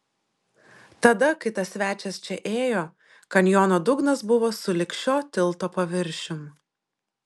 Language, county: Lithuanian, Šiauliai